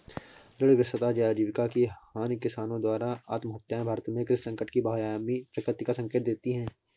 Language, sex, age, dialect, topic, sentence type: Hindi, male, 18-24, Awadhi Bundeli, agriculture, statement